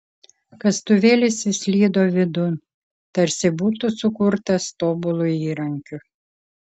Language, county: Lithuanian, Kaunas